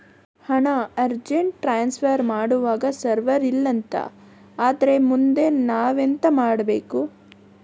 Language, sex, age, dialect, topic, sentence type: Kannada, female, 41-45, Coastal/Dakshin, banking, question